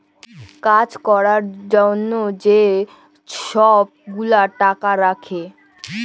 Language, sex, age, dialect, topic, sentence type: Bengali, female, <18, Jharkhandi, banking, statement